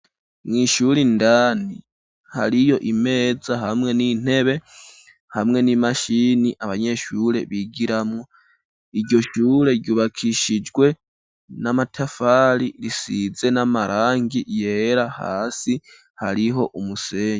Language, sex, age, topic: Rundi, male, 18-24, education